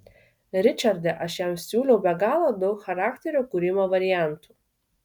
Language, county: Lithuanian, Vilnius